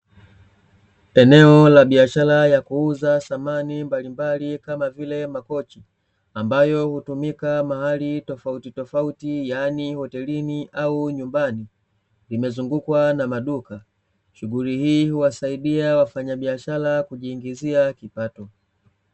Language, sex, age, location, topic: Swahili, male, 25-35, Dar es Salaam, finance